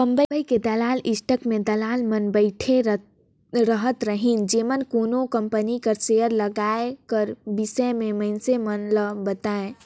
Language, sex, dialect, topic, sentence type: Chhattisgarhi, female, Northern/Bhandar, banking, statement